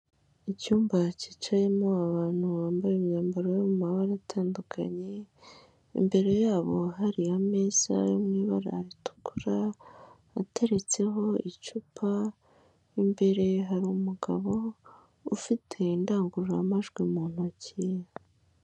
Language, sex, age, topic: Kinyarwanda, male, 18-24, government